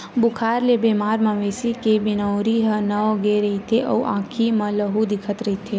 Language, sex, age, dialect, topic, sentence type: Chhattisgarhi, female, 56-60, Western/Budati/Khatahi, agriculture, statement